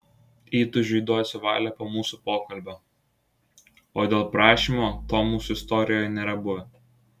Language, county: Lithuanian, Klaipėda